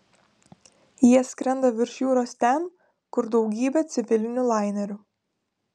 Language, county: Lithuanian, Vilnius